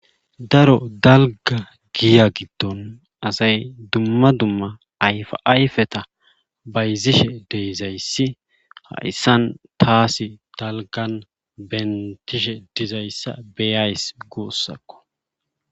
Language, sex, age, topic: Gamo, male, 25-35, government